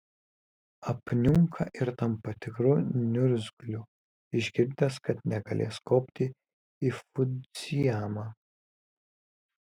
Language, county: Lithuanian, Kaunas